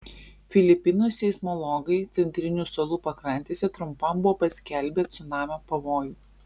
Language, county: Lithuanian, Vilnius